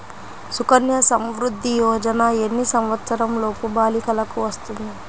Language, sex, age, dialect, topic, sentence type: Telugu, female, 25-30, Central/Coastal, banking, question